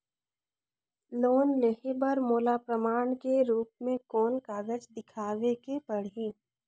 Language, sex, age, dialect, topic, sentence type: Chhattisgarhi, female, 46-50, Northern/Bhandar, banking, statement